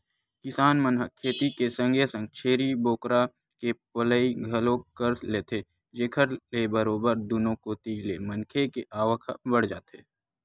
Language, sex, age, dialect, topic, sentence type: Chhattisgarhi, male, 18-24, Western/Budati/Khatahi, agriculture, statement